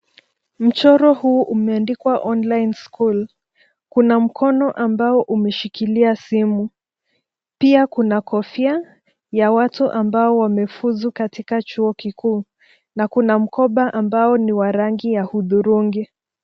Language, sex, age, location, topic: Swahili, female, 25-35, Nairobi, education